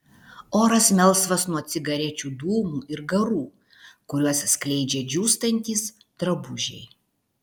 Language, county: Lithuanian, Vilnius